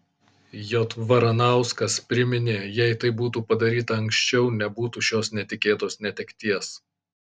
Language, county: Lithuanian, Kaunas